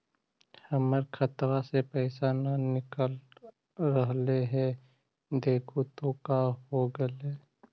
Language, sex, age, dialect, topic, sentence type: Magahi, male, 18-24, Central/Standard, banking, question